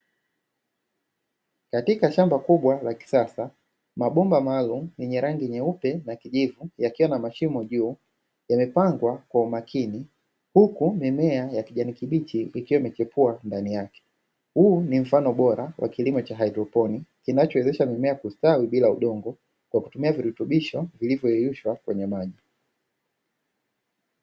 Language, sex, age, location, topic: Swahili, male, 25-35, Dar es Salaam, agriculture